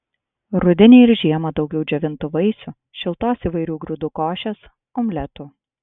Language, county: Lithuanian, Klaipėda